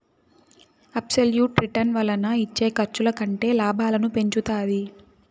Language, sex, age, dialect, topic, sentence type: Telugu, female, 18-24, Southern, banking, statement